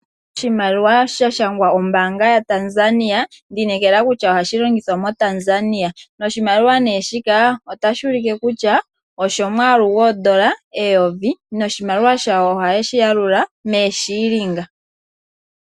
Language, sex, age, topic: Oshiwambo, female, 18-24, finance